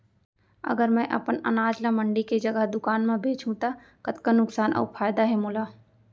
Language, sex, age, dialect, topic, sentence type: Chhattisgarhi, female, 25-30, Central, agriculture, question